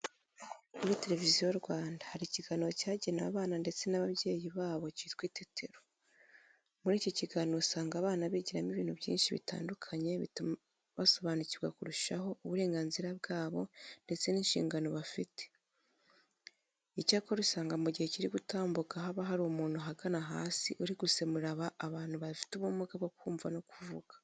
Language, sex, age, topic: Kinyarwanda, female, 25-35, education